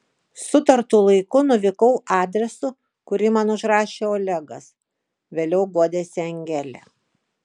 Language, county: Lithuanian, Kaunas